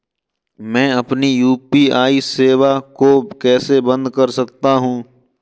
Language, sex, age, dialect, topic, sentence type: Hindi, male, 18-24, Kanauji Braj Bhasha, banking, question